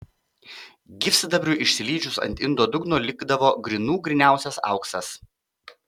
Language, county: Lithuanian, Panevėžys